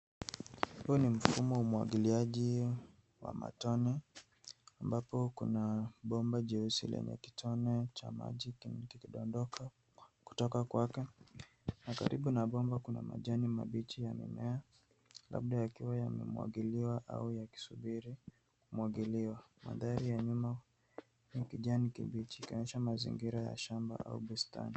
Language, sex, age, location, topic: Swahili, male, 18-24, Nairobi, agriculture